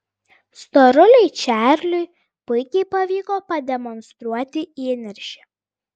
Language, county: Lithuanian, Klaipėda